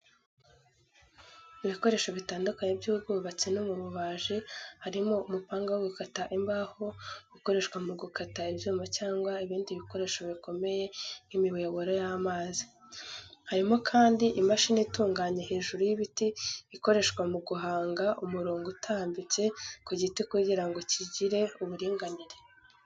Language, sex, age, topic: Kinyarwanda, female, 18-24, education